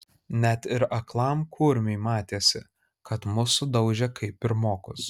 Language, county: Lithuanian, Kaunas